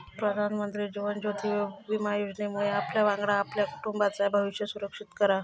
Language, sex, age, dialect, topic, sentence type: Marathi, female, 36-40, Southern Konkan, banking, statement